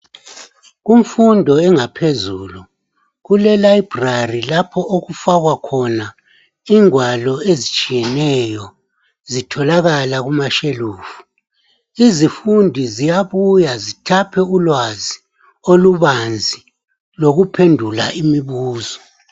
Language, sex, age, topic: North Ndebele, male, 50+, education